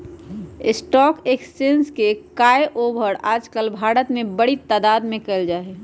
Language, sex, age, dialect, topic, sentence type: Magahi, female, 18-24, Western, banking, statement